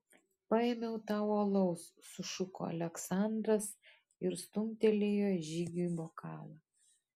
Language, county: Lithuanian, Kaunas